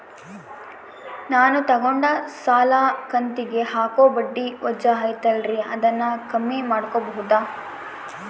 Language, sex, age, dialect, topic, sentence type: Kannada, female, 18-24, Central, banking, question